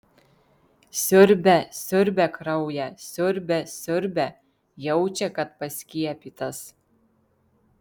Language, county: Lithuanian, Vilnius